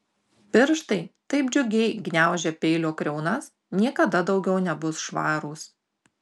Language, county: Lithuanian, Tauragė